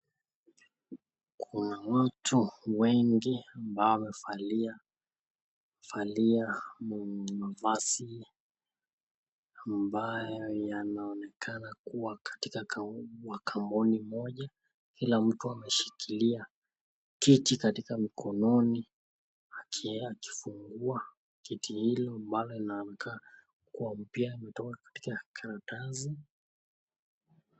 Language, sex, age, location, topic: Swahili, male, 25-35, Nakuru, health